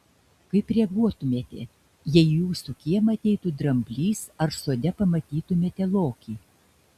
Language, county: Lithuanian, Šiauliai